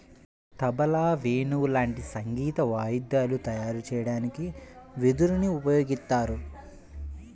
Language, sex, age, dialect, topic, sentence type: Telugu, male, 25-30, Central/Coastal, agriculture, statement